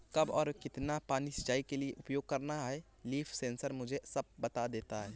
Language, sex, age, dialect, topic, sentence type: Hindi, male, 18-24, Awadhi Bundeli, agriculture, statement